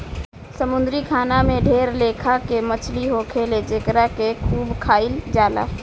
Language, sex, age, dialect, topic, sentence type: Bhojpuri, female, 18-24, Southern / Standard, agriculture, statement